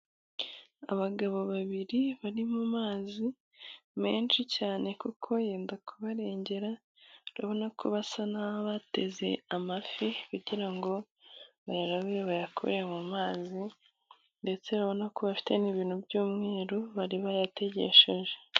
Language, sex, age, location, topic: Kinyarwanda, female, 18-24, Musanze, agriculture